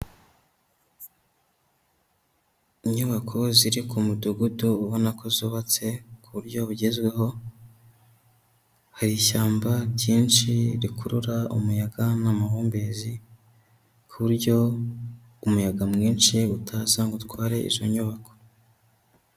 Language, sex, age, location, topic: Kinyarwanda, male, 18-24, Huye, agriculture